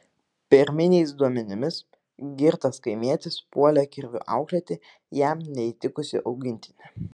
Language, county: Lithuanian, Vilnius